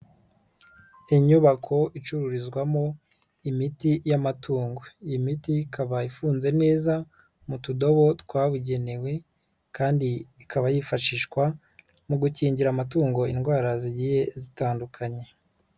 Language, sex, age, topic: Kinyarwanda, female, 25-35, health